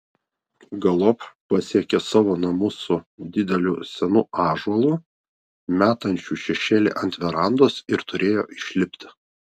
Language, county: Lithuanian, Vilnius